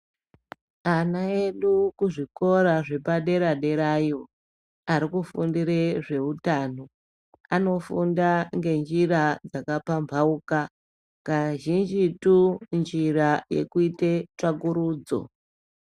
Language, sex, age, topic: Ndau, male, 50+, health